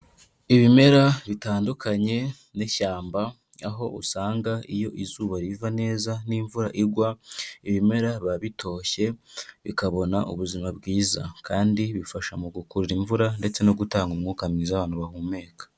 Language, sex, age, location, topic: Kinyarwanda, female, 25-35, Kigali, agriculture